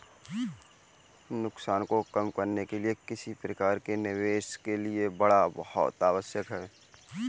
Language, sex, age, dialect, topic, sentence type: Hindi, male, 18-24, Kanauji Braj Bhasha, banking, statement